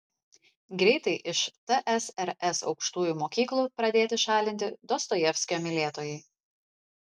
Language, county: Lithuanian, Vilnius